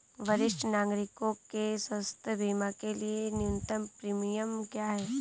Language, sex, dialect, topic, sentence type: Hindi, female, Marwari Dhudhari, banking, question